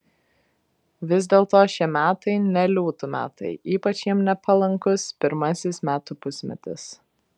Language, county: Lithuanian, Vilnius